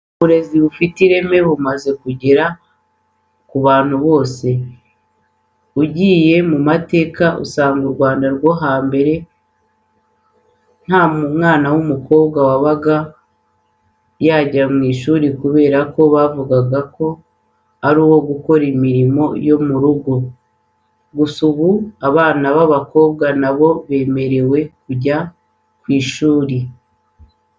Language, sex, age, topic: Kinyarwanda, female, 36-49, education